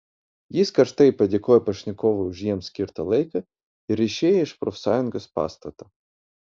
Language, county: Lithuanian, Utena